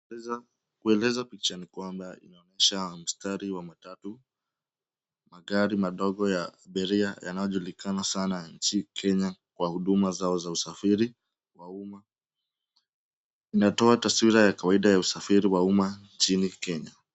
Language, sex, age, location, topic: Swahili, male, 18-24, Nairobi, government